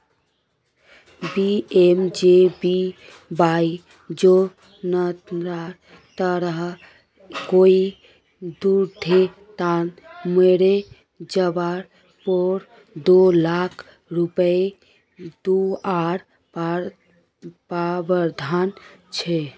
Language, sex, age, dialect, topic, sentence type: Magahi, female, 25-30, Northeastern/Surjapuri, banking, statement